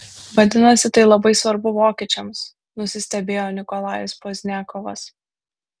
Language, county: Lithuanian, Vilnius